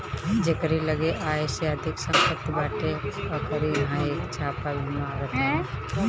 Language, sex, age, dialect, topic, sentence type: Bhojpuri, female, 25-30, Northern, banking, statement